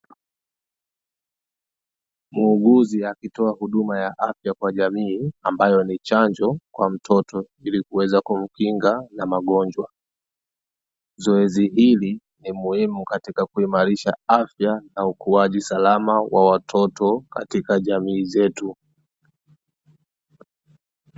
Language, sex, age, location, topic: Swahili, male, 25-35, Dar es Salaam, health